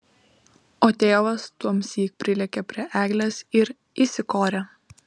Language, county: Lithuanian, Vilnius